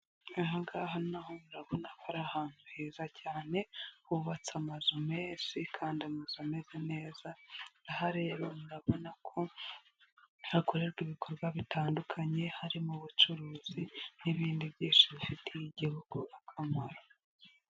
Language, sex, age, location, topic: Kinyarwanda, female, 18-24, Huye, government